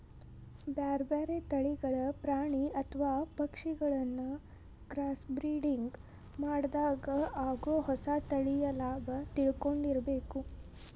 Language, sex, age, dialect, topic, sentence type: Kannada, female, 18-24, Dharwad Kannada, agriculture, statement